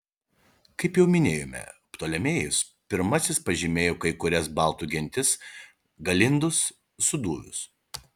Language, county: Lithuanian, Šiauliai